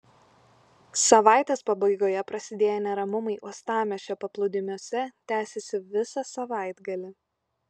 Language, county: Lithuanian, Klaipėda